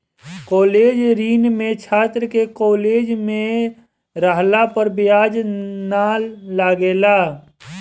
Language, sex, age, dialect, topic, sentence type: Bhojpuri, male, 25-30, Southern / Standard, banking, statement